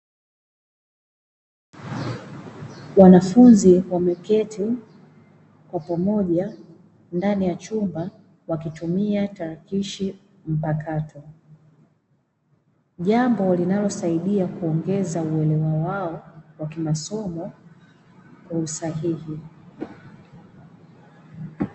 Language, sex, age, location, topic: Swahili, female, 25-35, Dar es Salaam, education